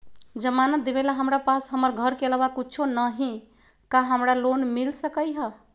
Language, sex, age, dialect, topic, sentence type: Magahi, female, 25-30, Western, banking, question